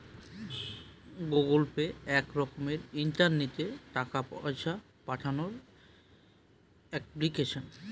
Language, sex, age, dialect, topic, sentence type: Bengali, male, 25-30, Northern/Varendri, banking, statement